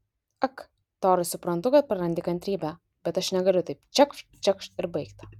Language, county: Lithuanian, Vilnius